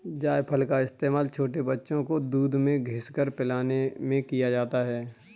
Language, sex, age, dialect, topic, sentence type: Hindi, male, 31-35, Kanauji Braj Bhasha, agriculture, statement